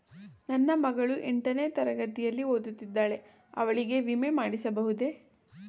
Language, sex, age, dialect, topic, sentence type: Kannada, female, 18-24, Mysore Kannada, banking, question